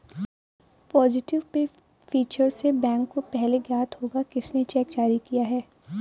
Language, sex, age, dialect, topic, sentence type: Hindi, female, 18-24, Awadhi Bundeli, banking, statement